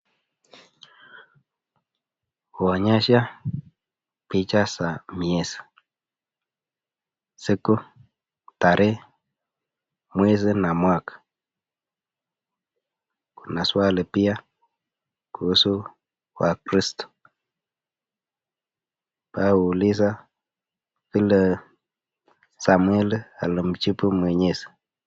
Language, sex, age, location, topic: Swahili, male, 25-35, Nakuru, education